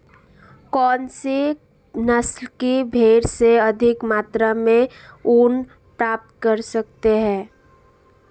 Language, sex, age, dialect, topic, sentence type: Hindi, female, 18-24, Marwari Dhudhari, agriculture, question